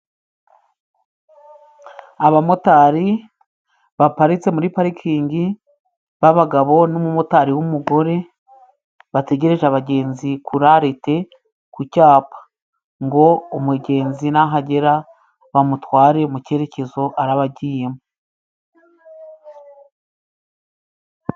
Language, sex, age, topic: Kinyarwanda, female, 36-49, government